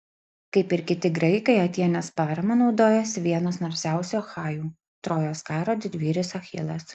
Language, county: Lithuanian, Klaipėda